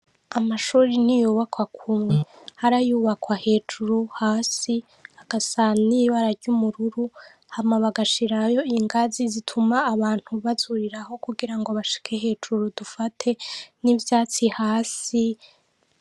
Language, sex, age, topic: Rundi, female, 25-35, education